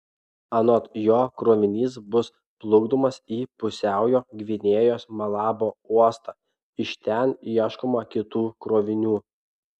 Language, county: Lithuanian, Klaipėda